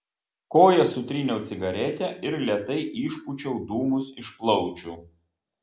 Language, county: Lithuanian, Vilnius